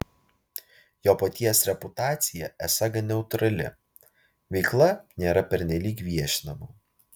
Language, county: Lithuanian, Vilnius